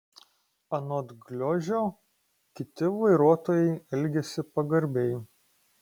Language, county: Lithuanian, Kaunas